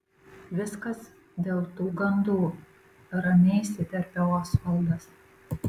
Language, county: Lithuanian, Marijampolė